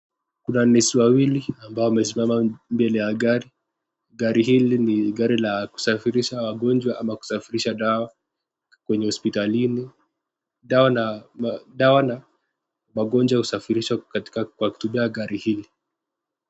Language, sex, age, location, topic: Swahili, male, 18-24, Nakuru, health